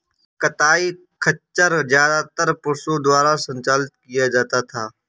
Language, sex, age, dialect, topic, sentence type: Hindi, male, 25-30, Awadhi Bundeli, agriculture, statement